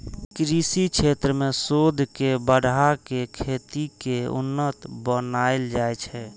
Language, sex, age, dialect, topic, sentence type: Maithili, male, 25-30, Eastern / Thethi, agriculture, statement